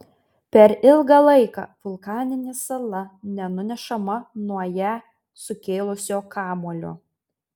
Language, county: Lithuanian, Tauragė